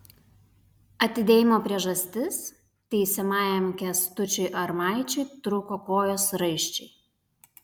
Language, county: Lithuanian, Alytus